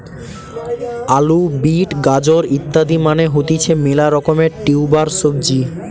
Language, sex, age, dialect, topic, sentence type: Bengali, male, 18-24, Western, agriculture, statement